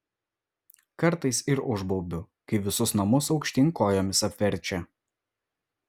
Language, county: Lithuanian, Vilnius